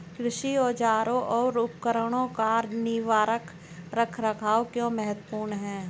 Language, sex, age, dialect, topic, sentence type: Hindi, male, 36-40, Hindustani Malvi Khadi Boli, agriculture, question